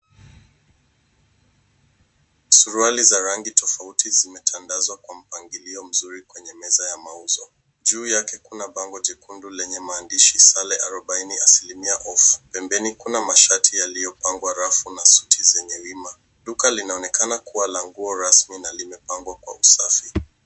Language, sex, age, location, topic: Swahili, male, 18-24, Nairobi, finance